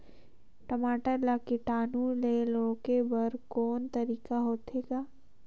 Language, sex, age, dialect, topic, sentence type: Chhattisgarhi, female, 18-24, Northern/Bhandar, agriculture, question